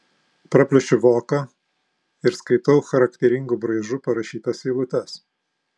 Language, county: Lithuanian, Panevėžys